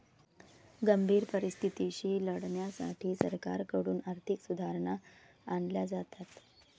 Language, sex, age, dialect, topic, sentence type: Marathi, female, 60-100, Varhadi, banking, statement